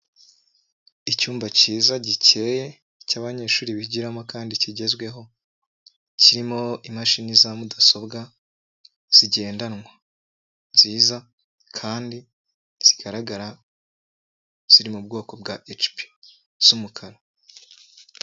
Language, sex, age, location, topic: Kinyarwanda, male, 25-35, Nyagatare, education